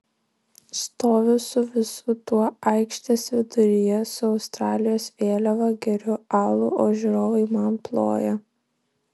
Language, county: Lithuanian, Vilnius